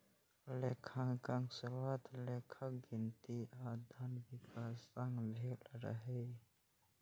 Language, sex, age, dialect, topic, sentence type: Maithili, male, 56-60, Eastern / Thethi, banking, statement